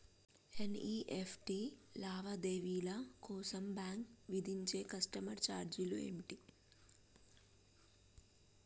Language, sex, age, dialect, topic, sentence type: Telugu, female, 18-24, Telangana, banking, question